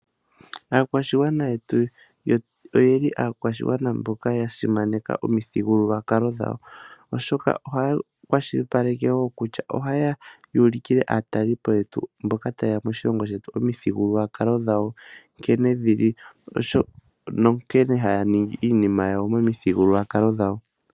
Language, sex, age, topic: Oshiwambo, male, 25-35, agriculture